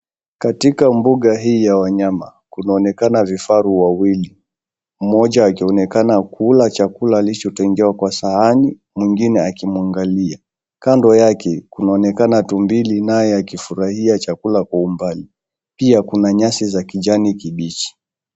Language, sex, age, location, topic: Swahili, male, 25-35, Mombasa, agriculture